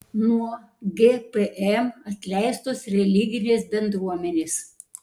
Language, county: Lithuanian, Panevėžys